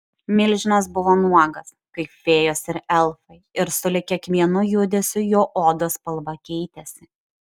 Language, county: Lithuanian, Šiauliai